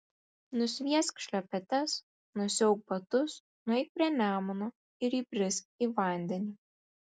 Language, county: Lithuanian, Kaunas